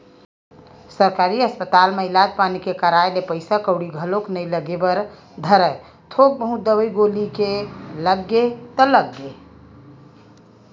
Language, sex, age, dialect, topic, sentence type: Chhattisgarhi, female, 18-24, Western/Budati/Khatahi, banking, statement